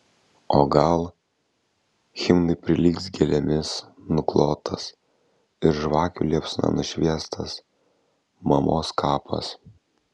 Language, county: Lithuanian, Kaunas